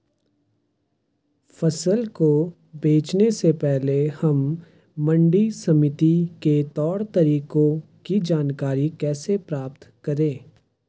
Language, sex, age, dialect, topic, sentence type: Hindi, male, 51-55, Garhwali, agriculture, question